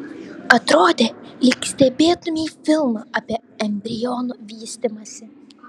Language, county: Lithuanian, Šiauliai